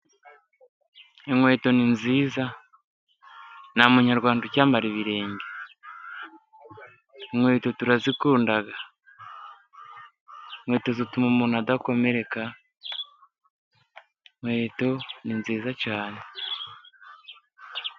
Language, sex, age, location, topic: Kinyarwanda, male, 25-35, Musanze, finance